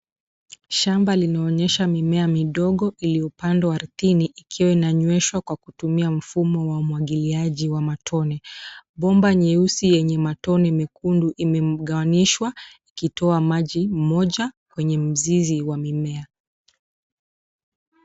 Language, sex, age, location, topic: Swahili, female, 25-35, Nairobi, agriculture